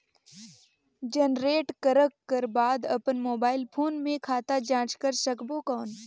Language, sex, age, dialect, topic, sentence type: Chhattisgarhi, female, 51-55, Northern/Bhandar, banking, question